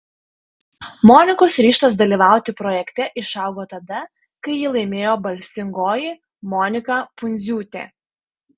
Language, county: Lithuanian, Panevėžys